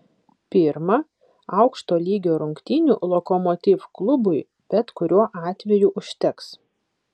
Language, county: Lithuanian, Vilnius